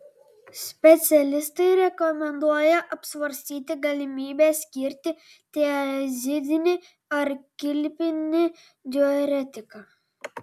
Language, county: Lithuanian, Vilnius